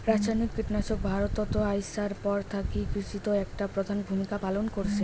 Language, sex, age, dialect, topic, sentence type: Bengali, female, 18-24, Rajbangshi, agriculture, statement